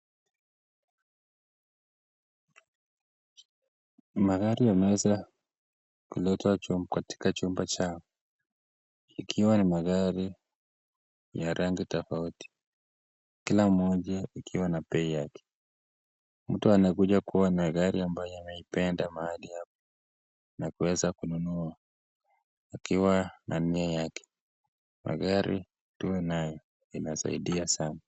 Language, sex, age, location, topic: Swahili, male, 18-24, Nakuru, finance